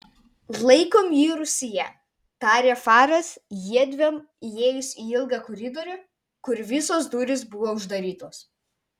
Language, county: Lithuanian, Vilnius